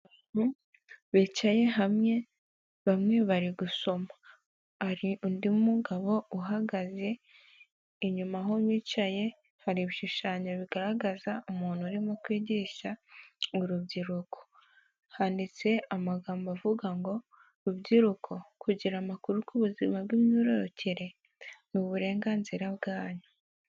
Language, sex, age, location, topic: Kinyarwanda, female, 18-24, Nyagatare, health